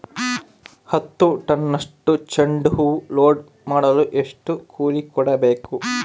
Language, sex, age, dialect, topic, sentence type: Kannada, male, 25-30, Central, agriculture, question